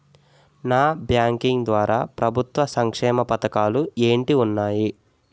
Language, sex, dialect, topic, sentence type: Telugu, male, Utterandhra, banking, question